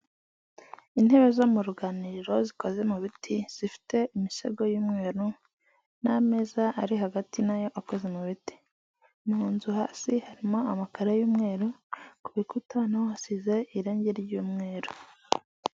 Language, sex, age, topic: Kinyarwanda, male, 18-24, finance